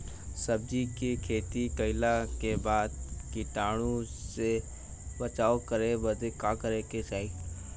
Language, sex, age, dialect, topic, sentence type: Bhojpuri, male, 18-24, Western, agriculture, question